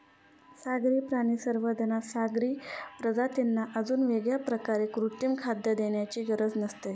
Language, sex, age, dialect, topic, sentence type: Marathi, female, 31-35, Standard Marathi, agriculture, statement